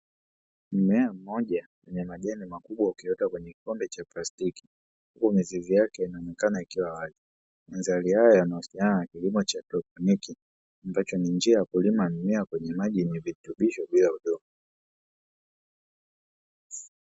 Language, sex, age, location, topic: Swahili, male, 18-24, Dar es Salaam, agriculture